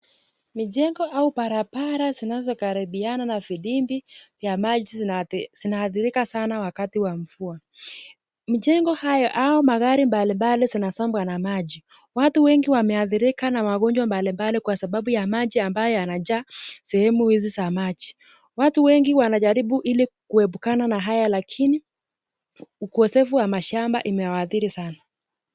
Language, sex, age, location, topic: Swahili, female, 18-24, Nakuru, health